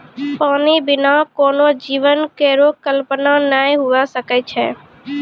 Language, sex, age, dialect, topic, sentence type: Maithili, female, 18-24, Angika, agriculture, statement